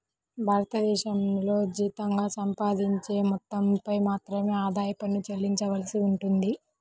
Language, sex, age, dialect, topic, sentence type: Telugu, female, 18-24, Central/Coastal, banking, statement